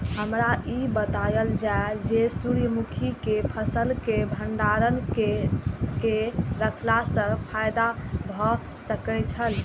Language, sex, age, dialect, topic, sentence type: Maithili, female, 18-24, Eastern / Thethi, agriculture, question